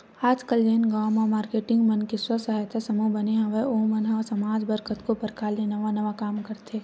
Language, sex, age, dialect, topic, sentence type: Chhattisgarhi, female, 18-24, Western/Budati/Khatahi, banking, statement